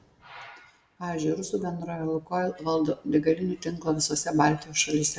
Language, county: Lithuanian, Tauragė